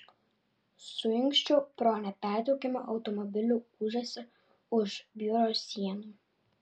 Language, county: Lithuanian, Vilnius